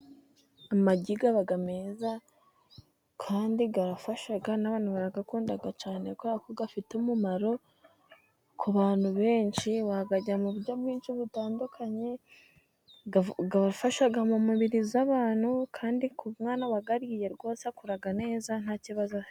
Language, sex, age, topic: Kinyarwanda, female, 18-24, agriculture